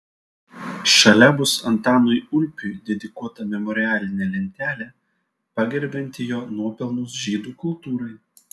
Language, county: Lithuanian, Vilnius